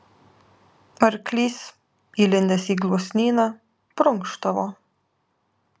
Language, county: Lithuanian, Alytus